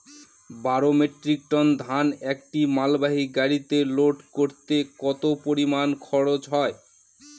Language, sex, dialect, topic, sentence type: Bengali, male, Northern/Varendri, agriculture, question